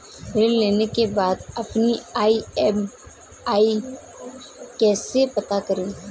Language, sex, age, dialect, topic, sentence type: Hindi, female, 18-24, Kanauji Braj Bhasha, banking, question